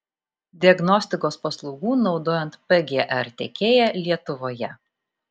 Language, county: Lithuanian, Klaipėda